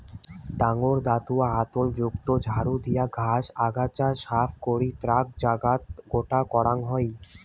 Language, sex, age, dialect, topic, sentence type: Bengali, male, 18-24, Rajbangshi, agriculture, statement